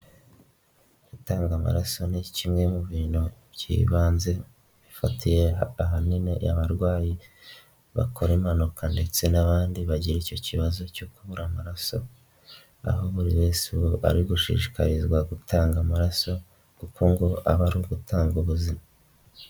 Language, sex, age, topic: Kinyarwanda, male, 18-24, health